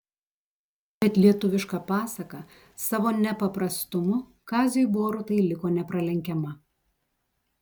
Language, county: Lithuanian, Telšiai